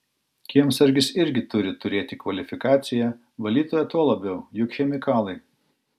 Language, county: Lithuanian, Klaipėda